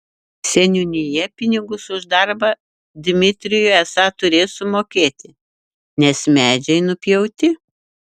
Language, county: Lithuanian, Šiauliai